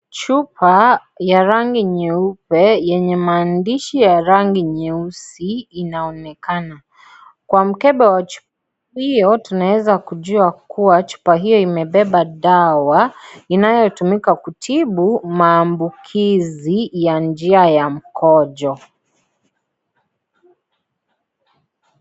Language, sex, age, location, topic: Swahili, female, 18-24, Kisii, health